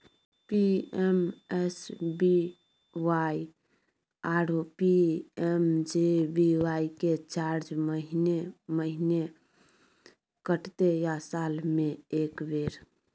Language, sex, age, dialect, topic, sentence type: Maithili, female, 25-30, Bajjika, banking, question